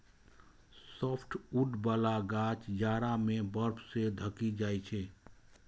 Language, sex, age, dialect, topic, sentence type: Maithili, male, 25-30, Eastern / Thethi, agriculture, statement